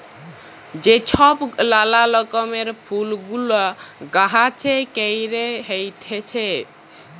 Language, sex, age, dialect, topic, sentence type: Bengali, male, 41-45, Jharkhandi, agriculture, statement